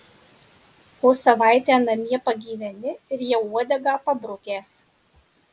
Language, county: Lithuanian, Marijampolė